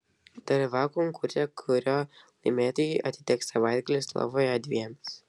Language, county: Lithuanian, Vilnius